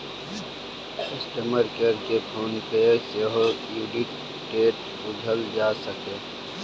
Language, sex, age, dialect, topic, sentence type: Maithili, male, 18-24, Bajjika, banking, statement